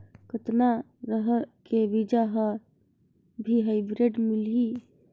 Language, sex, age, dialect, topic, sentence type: Chhattisgarhi, female, 25-30, Northern/Bhandar, agriculture, question